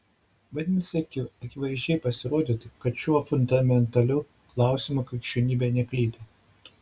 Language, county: Lithuanian, Šiauliai